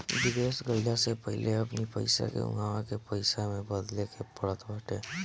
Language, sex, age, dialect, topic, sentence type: Bhojpuri, male, 18-24, Northern, banking, statement